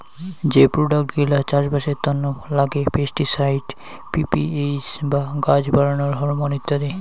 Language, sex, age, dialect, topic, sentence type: Bengali, male, 51-55, Rajbangshi, agriculture, statement